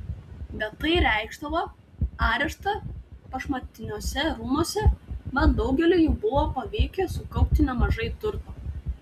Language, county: Lithuanian, Tauragė